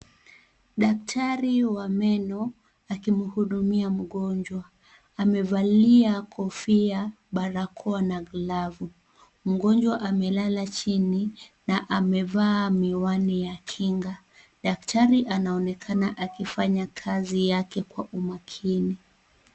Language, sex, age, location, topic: Swahili, female, 25-35, Kisii, health